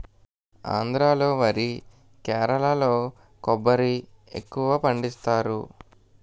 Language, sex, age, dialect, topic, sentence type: Telugu, male, 18-24, Utterandhra, agriculture, statement